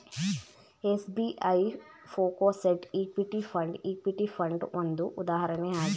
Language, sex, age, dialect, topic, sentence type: Kannada, female, 18-24, Mysore Kannada, banking, statement